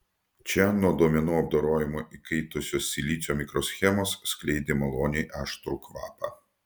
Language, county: Lithuanian, Utena